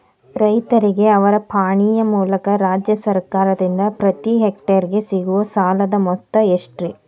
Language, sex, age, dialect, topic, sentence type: Kannada, female, 18-24, Dharwad Kannada, agriculture, question